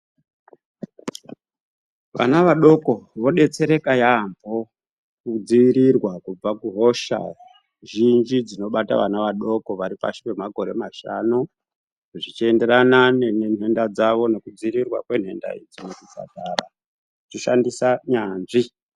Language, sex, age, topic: Ndau, male, 50+, health